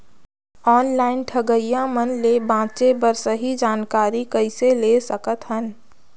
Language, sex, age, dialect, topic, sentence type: Chhattisgarhi, female, 60-100, Northern/Bhandar, agriculture, question